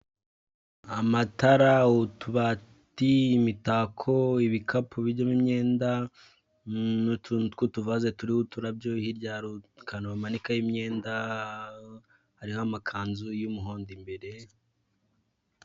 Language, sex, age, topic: Kinyarwanda, male, 18-24, finance